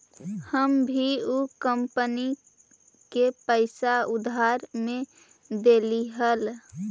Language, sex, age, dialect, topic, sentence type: Magahi, female, 18-24, Central/Standard, agriculture, statement